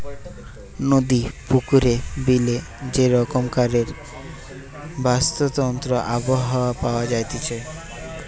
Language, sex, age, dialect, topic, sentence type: Bengali, male, 18-24, Western, agriculture, statement